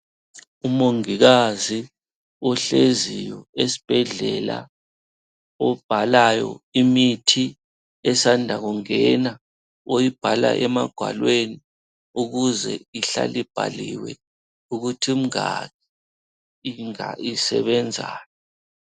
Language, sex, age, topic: North Ndebele, male, 36-49, health